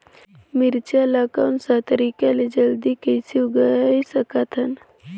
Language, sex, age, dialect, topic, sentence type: Chhattisgarhi, female, 18-24, Northern/Bhandar, agriculture, question